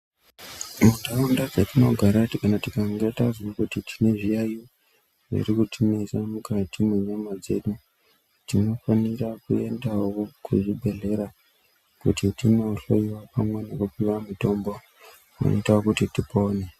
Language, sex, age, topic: Ndau, male, 25-35, health